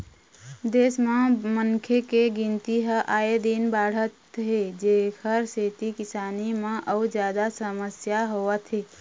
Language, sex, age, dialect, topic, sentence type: Chhattisgarhi, female, 25-30, Eastern, agriculture, statement